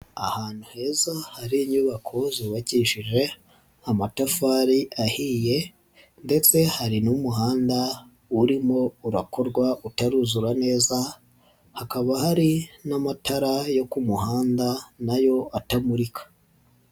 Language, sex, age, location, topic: Kinyarwanda, male, 25-35, Nyagatare, government